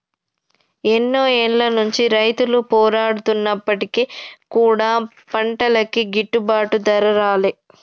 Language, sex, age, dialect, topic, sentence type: Telugu, female, 31-35, Telangana, banking, statement